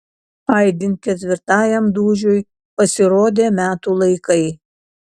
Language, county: Lithuanian, Kaunas